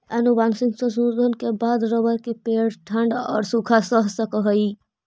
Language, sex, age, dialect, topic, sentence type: Magahi, female, 25-30, Central/Standard, banking, statement